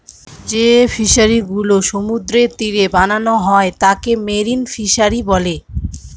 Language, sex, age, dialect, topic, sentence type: Bengali, female, 25-30, Northern/Varendri, agriculture, statement